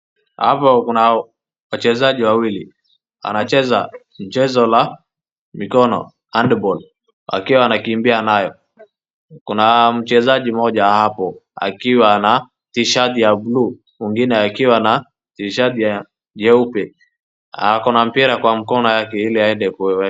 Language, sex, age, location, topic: Swahili, male, 36-49, Wajir, government